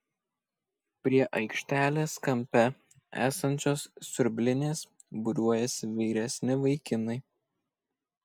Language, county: Lithuanian, Kaunas